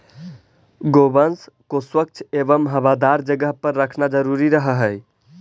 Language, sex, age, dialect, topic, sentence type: Magahi, male, 18-24, Central/Standard, agriculture, statement